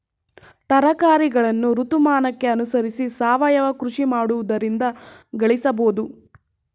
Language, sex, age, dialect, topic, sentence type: Kannada, female, 18-24, Mysore Kannada, agriculture, statement